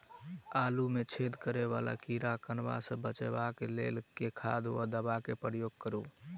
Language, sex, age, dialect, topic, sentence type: Maithili, male, 18-24, Southern/Standard, agriculture, question